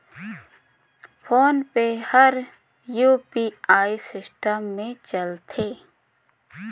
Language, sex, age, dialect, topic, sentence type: Chhattisgarhi, female, 31-35, Northern/Bhandar, banking, statement